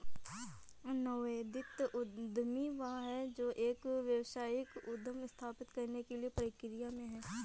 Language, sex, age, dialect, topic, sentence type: Hindi, female, 25-30, Awadhi Bundeli, banking, statement